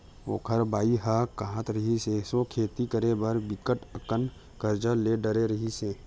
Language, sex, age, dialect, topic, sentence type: Chhattisgarhi, male, 25-30, Western/Budati/Khatahi, agriculture, statement